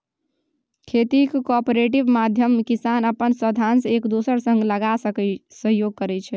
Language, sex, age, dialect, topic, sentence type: Maithili, female, 18-24, Bajjika, agriculture, statement